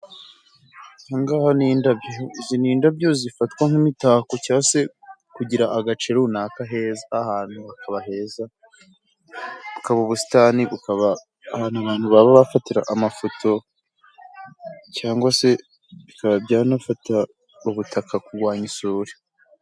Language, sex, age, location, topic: Kinyarwanda, male, 25-35, Huye, agriculture